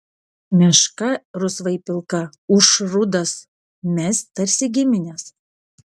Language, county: Lithuanian, Vilnius